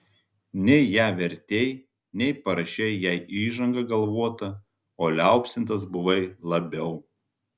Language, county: Lithuanian, Telšiai